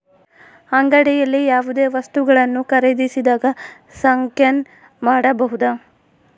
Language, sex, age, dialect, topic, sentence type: Kannada, female, 25-30, Central, banking, question